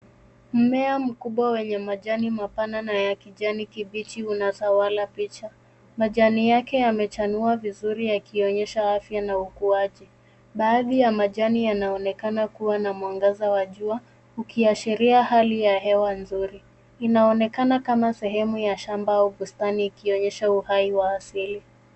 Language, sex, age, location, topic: Swahili, female, 25-35, Nairobi, health